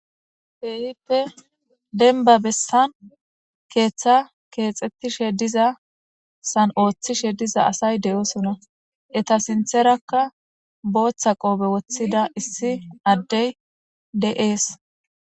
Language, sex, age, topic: Gamo, female, 18-24, government